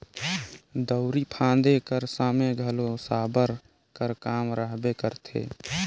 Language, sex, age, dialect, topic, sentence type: Chhattisgarhi, male, 18-24, Northern/Bhandar, agriculture, statement